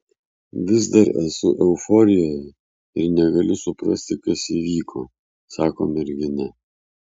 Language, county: Lithuanian, Vilnius